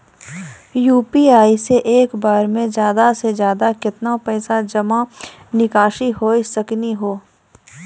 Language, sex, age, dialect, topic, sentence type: Maithili, female, 18-24, Angika, banking, question